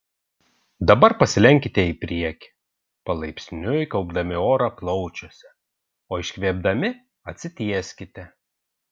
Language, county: Lithuanian, Vilnius